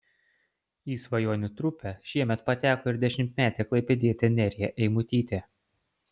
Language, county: Lithuanian, Klaipėda